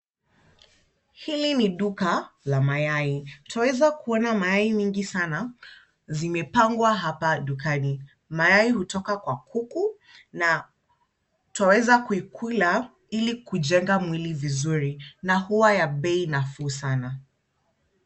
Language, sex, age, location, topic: Swahili, female, 25-35, Kisumu, finance